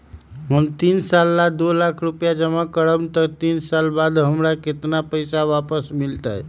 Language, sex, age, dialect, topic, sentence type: Magahi, male, 25-30, Western, banking, question